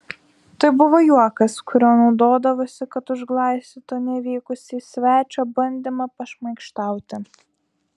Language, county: Lithuanian, Vilnius